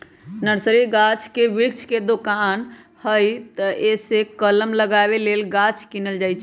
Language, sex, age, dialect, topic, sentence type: Magahi, female, 31-35, Western, agriculture, statement